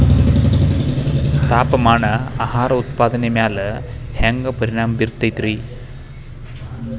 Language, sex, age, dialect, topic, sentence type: Kannada, male, 36-40, Dharwad Kannada, agriculture, question